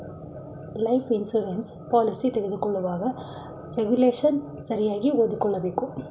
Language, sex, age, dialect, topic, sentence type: Kannada, male, 46-50, Mysore Kannada, banking, statement